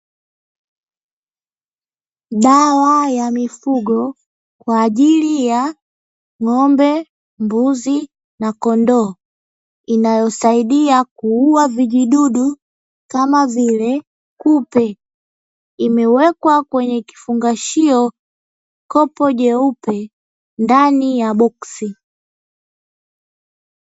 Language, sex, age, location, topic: Swahili, female, 25-35, Dar es Salaam, agriculture